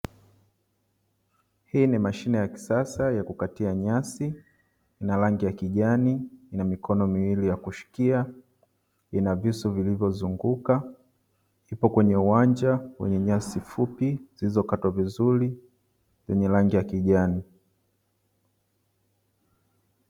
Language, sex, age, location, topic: Swahili, male, 25-35, Dar es Salaam, agriculture